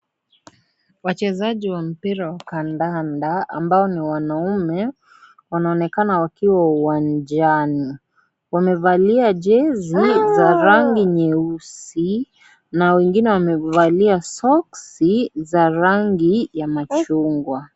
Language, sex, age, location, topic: Swahili, female, 18-24, Kisii, government